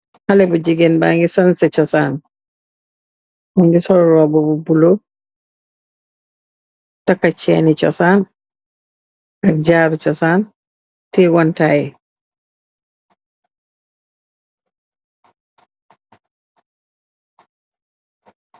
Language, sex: Wolof, female